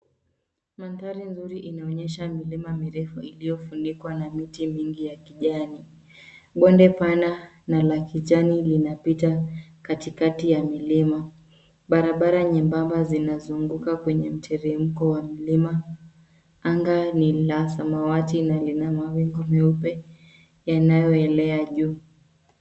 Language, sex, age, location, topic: Swahili, female, 25-35, Nairobi, health